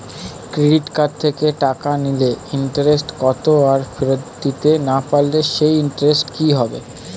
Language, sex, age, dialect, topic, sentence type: Bengali, male, 18-24, Standard Colloquial, banking, question